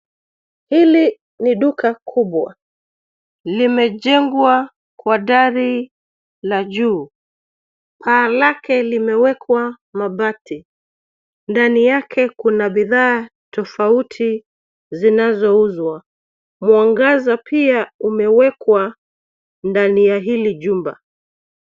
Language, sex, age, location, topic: Swahili, female, 36-49, Nairobi, finance